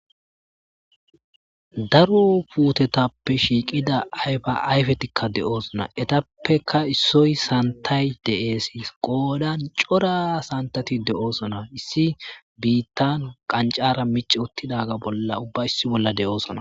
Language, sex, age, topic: Gamo, male, 25-35, agriculture